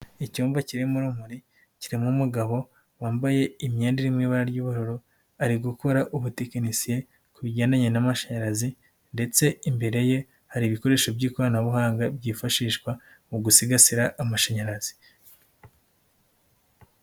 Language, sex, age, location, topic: Kinyarwanda, male, 18-24, Nyagatare, government